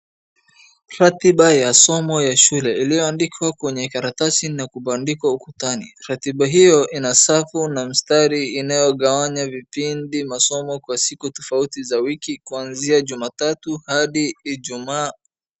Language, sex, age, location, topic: Swahili, male, 25-35, Wajir, education